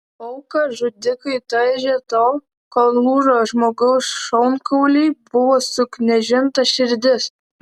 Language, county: Lithuanian, Vilnius